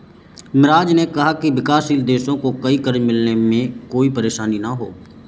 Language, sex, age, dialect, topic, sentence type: Hindi, male, 31-35, Awadhi Bundeli, banking, statement